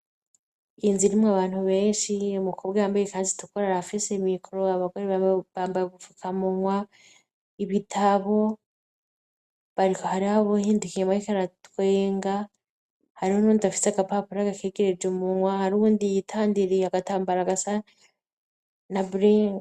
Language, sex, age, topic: Rundi, female, 25-35, education